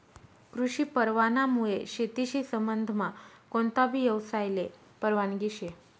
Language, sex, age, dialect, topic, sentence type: Marathi, female, 25-30, Northern Konkan, agriculture, statement